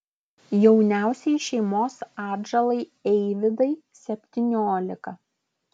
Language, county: Lithuanian, Klaipėda